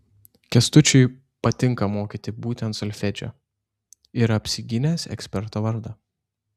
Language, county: Lithuanian, Šiauliai